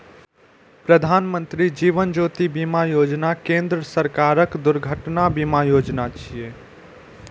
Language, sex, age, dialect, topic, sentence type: Maithili, male, 18-24, Eastern / Thethi, banking, statement